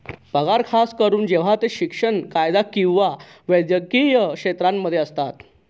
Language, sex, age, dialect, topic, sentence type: Marathi, male, 31-35, Northern Konkan, banking, statement